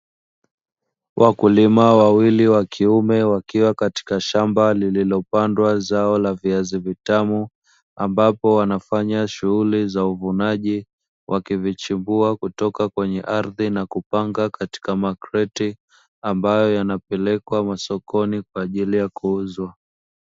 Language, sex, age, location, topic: Swahili, male, 25-35, Dar es Salaam, agriculture